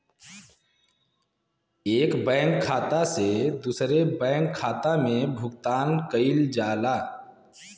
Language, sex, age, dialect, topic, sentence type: Bhojpuri, male, 25-30, Western, banking, statement